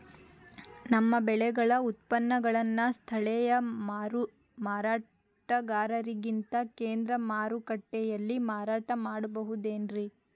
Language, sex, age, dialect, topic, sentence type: Kannada, female, 18-24, Dharwad Kannada, agriculture, question